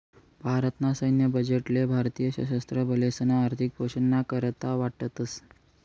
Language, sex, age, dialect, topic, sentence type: Marathi, male, 18-24, Northern Konkan, banking, statement